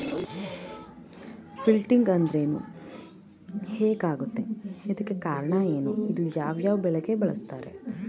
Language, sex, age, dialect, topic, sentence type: Kannada, female, 18-24, Mysore Kannada, agriculture, statement